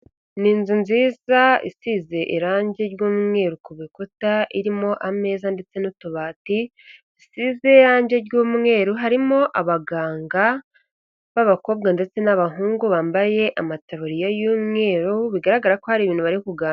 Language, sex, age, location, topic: Kinyarwanda, female, 50+, Kigali, health